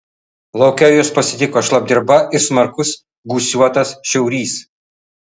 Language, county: Lithuanian, Vilnius